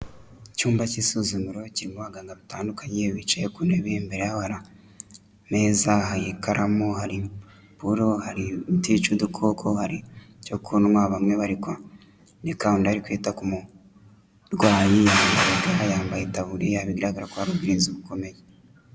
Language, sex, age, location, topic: Kinyarwanda, male, 25-35, Kigali, health